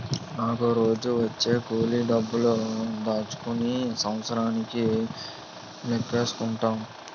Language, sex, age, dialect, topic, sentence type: Telugu, male, 18-24, Utterandhra, banking, statement